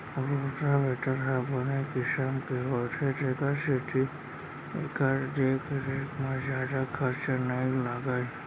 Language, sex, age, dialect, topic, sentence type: Chhattisgarhi, male, 46-50, Central, agriculture, statement